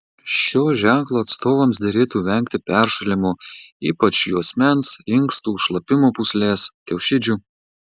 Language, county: Lithuanian, Marijampolė